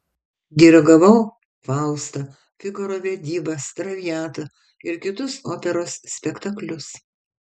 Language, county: Lithuanian, Kaunas